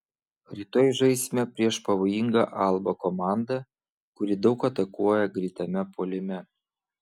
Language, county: Lithuanian, Vilnius